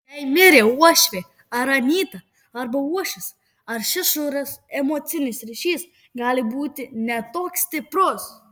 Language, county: Lithuanian, Kaunas